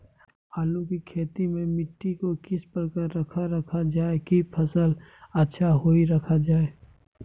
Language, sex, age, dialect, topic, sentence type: Magahi, male, 41-45, Southern, agriculture, question